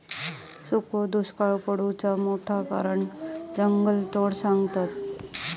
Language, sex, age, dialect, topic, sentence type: Marathi, female, 31-35, Southern Konkan, agriculture, statement